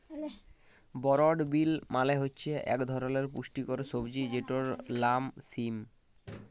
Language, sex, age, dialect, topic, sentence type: Bengali, male, 18-24, Jharkhandi, agriculture, statement